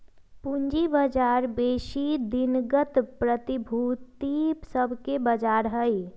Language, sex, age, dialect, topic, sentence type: Magahi, female, 25-30, Western, banking, statement